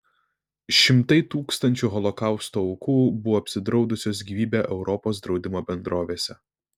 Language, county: Lithuanian, Vilnius